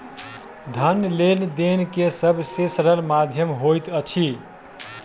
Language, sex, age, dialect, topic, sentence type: Maithili, male, 18-24, Southern/Standard, banking, statement